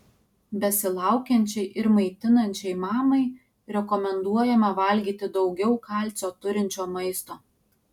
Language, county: Lithuanian, Alytus